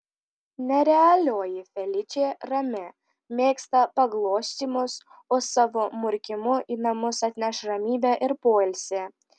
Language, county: Lithuanian, Kaunas